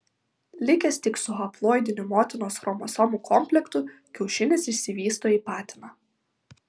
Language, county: Lithuanian, Vilnius